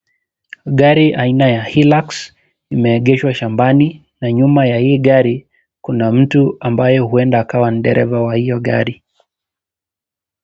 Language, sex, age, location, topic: Swahili, male, 25-35, Kisumu, finance